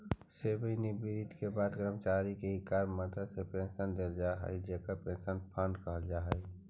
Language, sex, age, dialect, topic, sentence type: Magahi, male, 46-50, Central/Standard, agriculture, statement